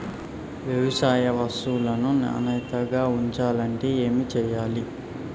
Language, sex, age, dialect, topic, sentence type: Telugu, male, 18-24, Telangana, agriculture, question